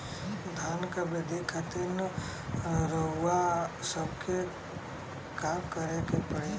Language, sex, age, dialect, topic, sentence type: Bhojpuri, male, 31-35, Western, agriculture, question